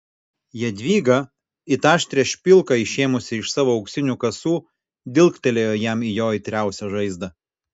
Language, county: Lithuanian, Kaunas